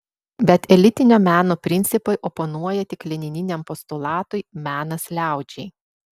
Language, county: Lithuanian, Vilnius